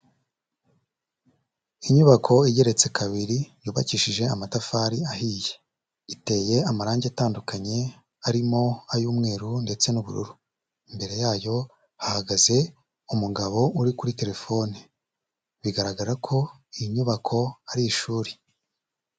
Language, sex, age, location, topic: Kinyarwanda, male, 25-35, Huye, education